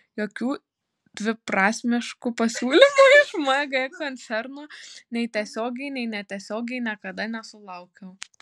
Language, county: Lithuanian, Panevėžys